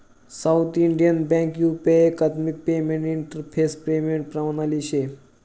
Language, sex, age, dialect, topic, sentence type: Marathi, male, 31-35, Northern Konkan, banking, statement